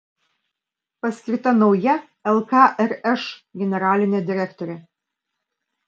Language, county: Lithuanian, Vilnius